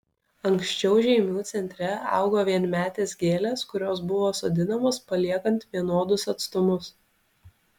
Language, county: Lithuanian, Alytus